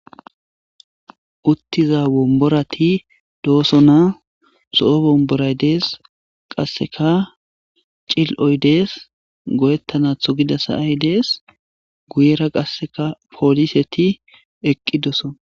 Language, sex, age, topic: Gamo, male, 25-35, government